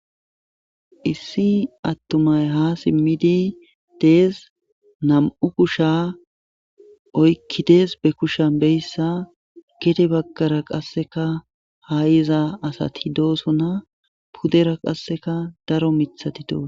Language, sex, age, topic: Gamo, male, 18-24, government